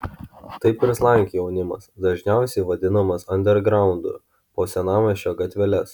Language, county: Lithuanian, Kaunas